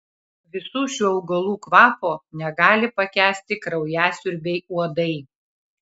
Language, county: Lithuanian, Kaunas